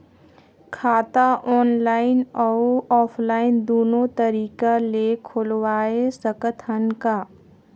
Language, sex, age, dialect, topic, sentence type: Chhattisgarhi, female, 25-30, Northern/Bhandar, banking, question